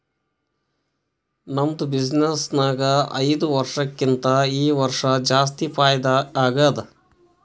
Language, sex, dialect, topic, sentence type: Kannada, male, Northeastern, banking, statement